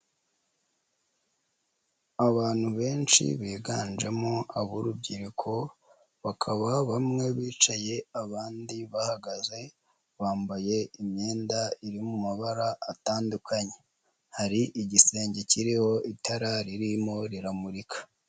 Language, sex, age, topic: Kinyarwanda, female, 25-35, education